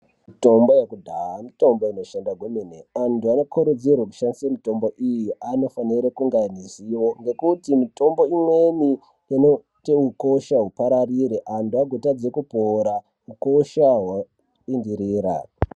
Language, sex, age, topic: Ndau, male, 18-24, health